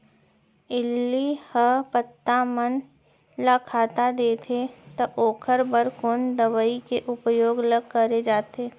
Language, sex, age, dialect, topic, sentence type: Chhattisgarhi, female, 25-30, Central, agriculture, question